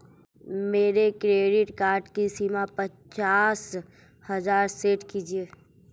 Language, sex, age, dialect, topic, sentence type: Hindi, female, 18-24, Marwari Dhudhari, banking, statement